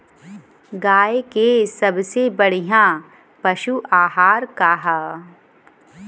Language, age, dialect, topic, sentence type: Bhojpuri, 25-30, Western, agriculture, question